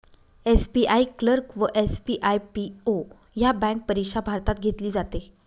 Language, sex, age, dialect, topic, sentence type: Marathi, female, 25-30, Northern Konkan, banking, statement